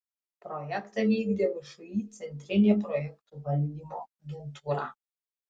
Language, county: Lithuanian, Tauragė